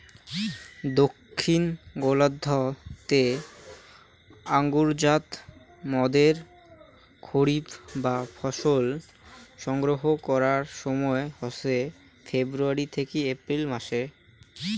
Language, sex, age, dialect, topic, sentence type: Bengali, male, 18-24, Rajbangshi, agriculture, statement